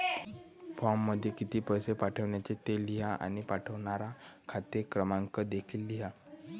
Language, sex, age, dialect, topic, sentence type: Marathi, male, 18-24, Varhadi, banking, statement